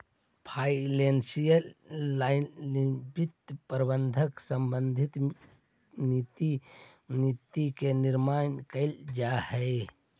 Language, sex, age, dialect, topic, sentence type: Magahi, male, 41-45, Central/Standard, banking, statement